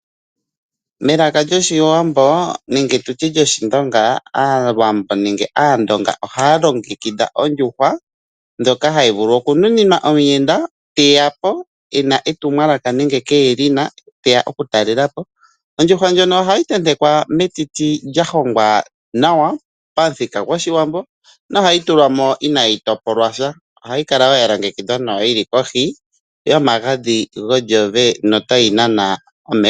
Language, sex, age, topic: Oshiwambo, male, 25-35, agriculture